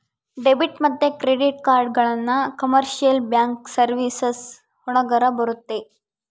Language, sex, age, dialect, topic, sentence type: Kannada, female, 60-100, Central, banking, statement